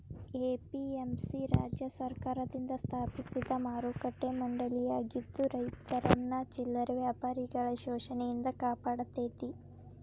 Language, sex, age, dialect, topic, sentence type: Kannada, female, 18-24, Dharwad Kannada, agriculture, statement